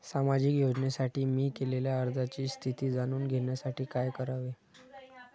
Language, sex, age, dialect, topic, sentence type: Marathi, male, 25-30, Standard Marathi, banking, question